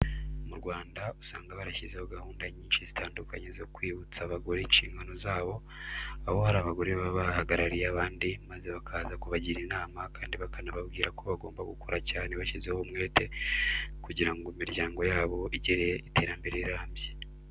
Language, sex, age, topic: Kinyarwanda, male, 25-35, education